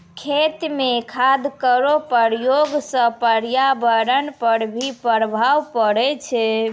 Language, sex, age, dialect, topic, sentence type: Maithili, female, 56-60, Angika, agriculture, statement